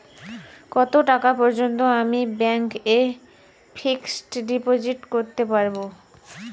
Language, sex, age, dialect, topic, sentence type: Bengali, female, 25-30, Rajbangshi, banking, question